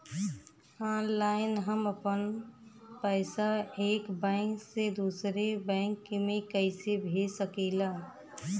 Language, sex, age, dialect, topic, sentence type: Bhojpuri, female, 31-35, Western, banking, question